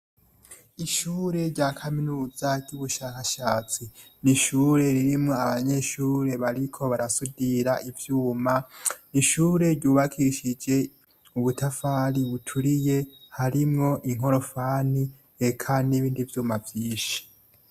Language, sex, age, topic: Rundi, male, 18-24, education